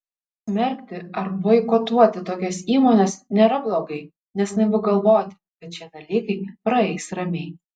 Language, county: Lithuanian, Šiauliai